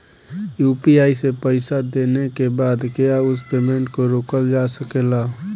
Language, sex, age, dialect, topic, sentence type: Bhojpuri, male, 18-24, Northern, banking, question